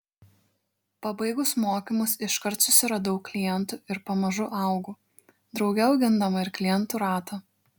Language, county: Lithuanian, Šiauliai